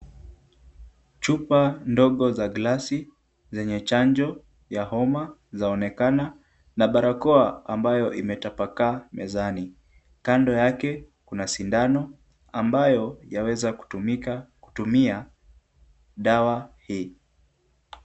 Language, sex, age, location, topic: Swahili, male, 18-24, Kisumu, health